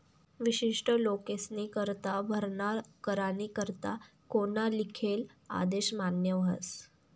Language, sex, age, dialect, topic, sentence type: Marathi, female, 18-24, Northern Konkan, banking, statement